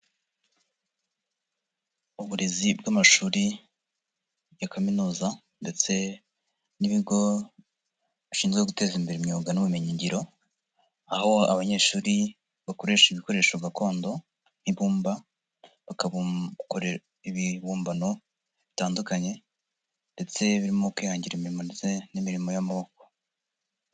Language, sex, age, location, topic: Kinyarwanda, male, 50+, Nyagatare, education